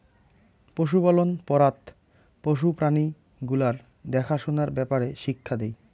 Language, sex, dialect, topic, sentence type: Bengali, male, Rajbangshi, agriculture, statement